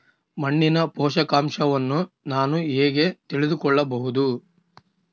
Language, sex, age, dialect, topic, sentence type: Kannada, male, 36-40, Central, agriculture, question